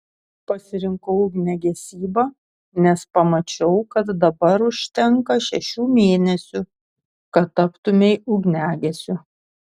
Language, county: Lithuanian, Šiauliai